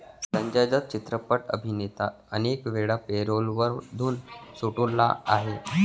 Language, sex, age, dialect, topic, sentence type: Marathi, male, 25-30, Varhadi, banking, statement